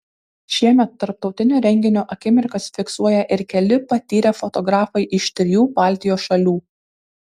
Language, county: Lithuanian, Kaunas